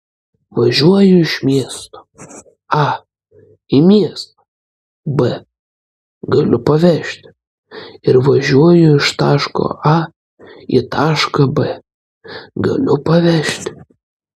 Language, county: Lithuanian, Klaipėda